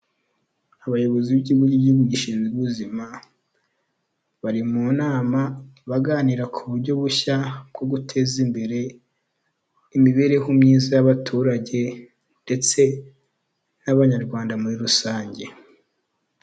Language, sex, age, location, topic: Kinyarwanda, male, 18-24, Huye, health